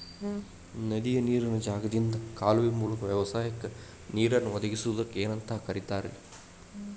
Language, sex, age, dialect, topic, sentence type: Kannada, male, 25-30, Dharwad Kannada, agriculture, question